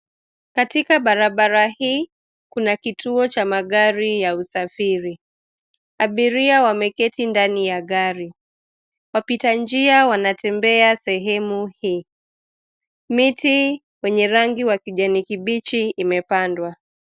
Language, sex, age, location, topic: Swahili, female, 25-35, Nairobi, government